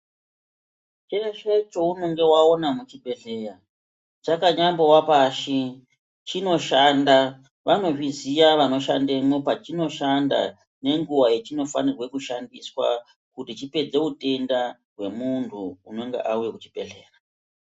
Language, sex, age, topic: Ndau, female, 36-49, health